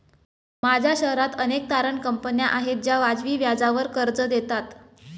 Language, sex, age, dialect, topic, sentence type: Marathi, female, 25-30, Standard Marathi, banking, statement